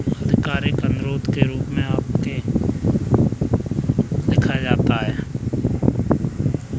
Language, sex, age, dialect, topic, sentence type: Hindi, male, 25-30, Kanauji Braj Bhasha, banking, statement